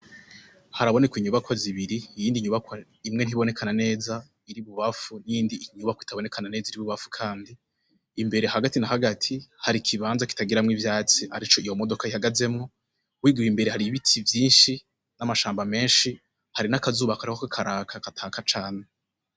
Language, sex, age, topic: Rundi, male, 18-24, education